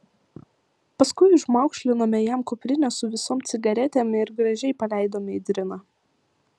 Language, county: Lithuanian, Vilnius